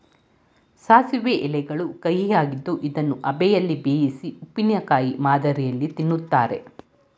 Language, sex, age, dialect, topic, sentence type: Kannada, female, 46-50, Mysore Kannada, agriculture, statement